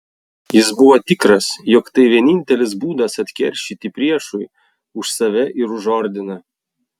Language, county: Lithuanian, Vilnius